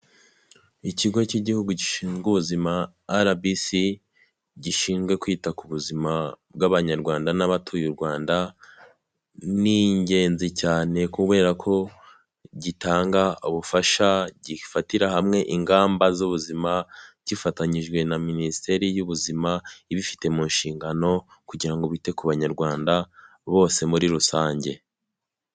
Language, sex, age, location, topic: Kinyarwanda, male, 18-24, Huye, health